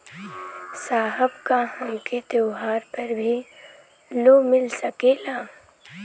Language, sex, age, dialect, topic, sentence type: Bhojpuri, female, <18, Western, banking, question